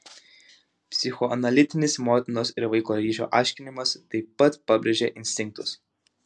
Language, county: Lithuanian, Utena